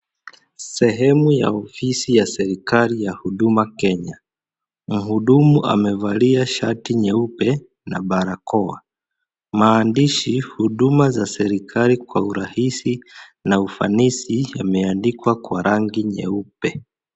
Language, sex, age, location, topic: Swahili, male, 25-35, Kisii, government